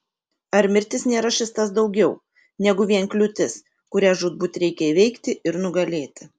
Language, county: Lithuanian, Kaunas